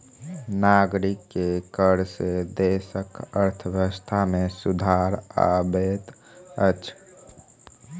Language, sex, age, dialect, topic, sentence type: Maithili, male, 18-24, Southern/Standard, banking, statement